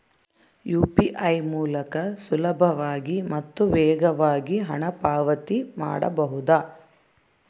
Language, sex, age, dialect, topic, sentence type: Kannada, female, 31-35, Central, banking, question